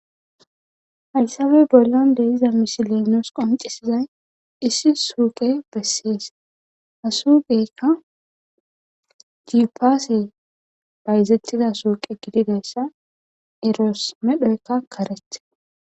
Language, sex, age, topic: Gamo, female, 18-24, government